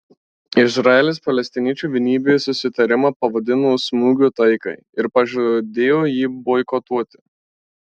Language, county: Lithuanian, Marijampolė